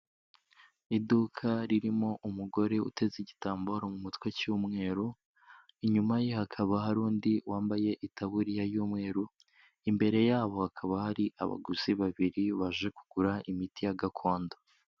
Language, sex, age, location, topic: Kinyarwanda, male, 18-24, Kigali, health